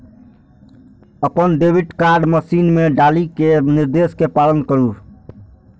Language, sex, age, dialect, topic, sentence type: Maithili, male, 46-50, Eastern / Thethi, banking, statement